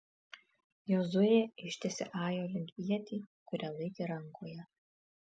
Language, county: Lithuanian, Kaunas